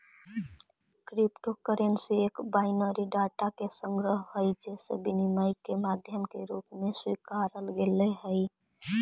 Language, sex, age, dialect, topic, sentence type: Magahi, female, 18-24, Central/Standard, banking, statement